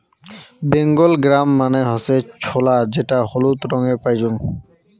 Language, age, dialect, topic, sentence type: Bengali, 18-24, Rajbangshi, agriculture, statement